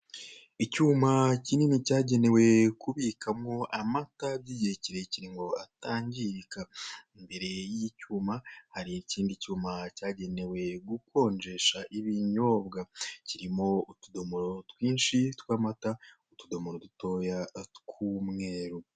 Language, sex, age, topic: Kinyarwanda, male, 25-35, finance